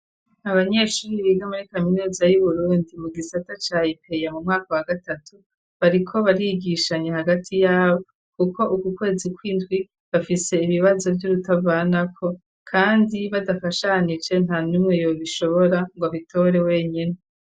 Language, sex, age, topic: Rundi, female, 36-49, education